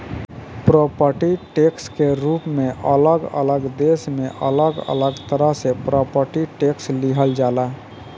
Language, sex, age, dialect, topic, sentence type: Bhojpuri, male, 31-35, Southern / Standard, banking, statement